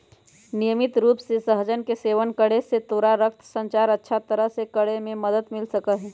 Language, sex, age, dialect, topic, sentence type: Magahi, male, 18-24, Western, agriculture, statement